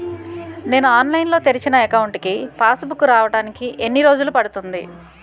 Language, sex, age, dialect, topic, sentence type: Telugu, female, 41-45, Utterandhra, banking, question